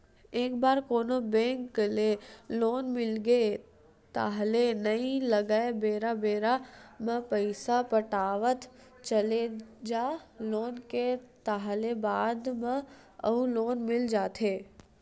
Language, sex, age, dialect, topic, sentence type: Chhattisgarhi, female, 18-24, Western/Budati/Khatahi, banking, statement